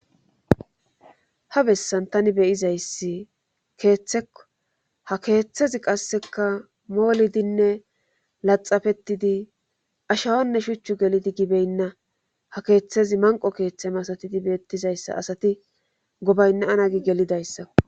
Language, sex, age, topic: Gamo, female, 25-35, government